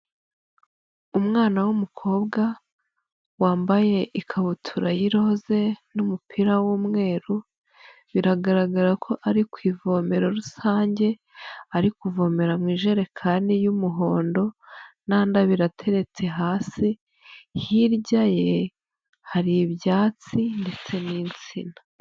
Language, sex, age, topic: Kinyarwanda, female, 18-24, health